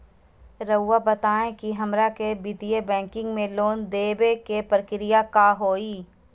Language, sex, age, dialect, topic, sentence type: Magahi, female, 31-35, Southern, banking, question